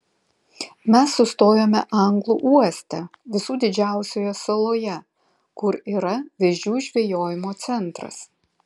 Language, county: Lithuanian, Vilnius